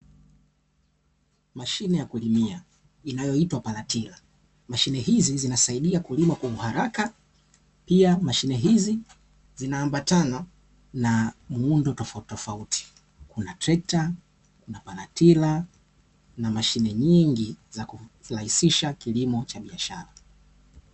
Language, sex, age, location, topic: Swahili, male, 18-24, Dar es Salaam, agriculture